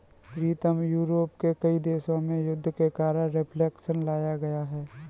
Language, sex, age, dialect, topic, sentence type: Hindi, male, 25-30, Kanauji Braj Bhasha, banking, statement